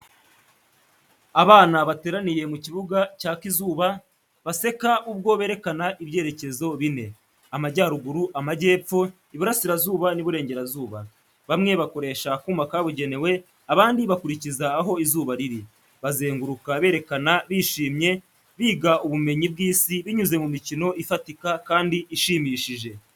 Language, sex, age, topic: Kinyarwanda, male, 18-24, education